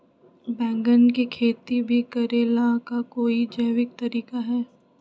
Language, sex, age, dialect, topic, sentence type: Magahi, female, 25-30, Western, agriculture, question